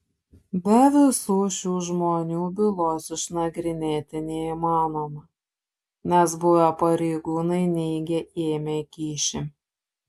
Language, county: Lithuanian, Šiauliai